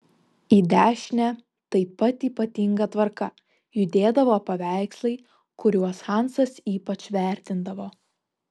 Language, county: Lithuanian, Vilnius